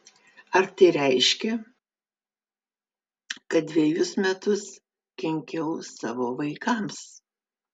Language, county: Lithuanian, Vilnius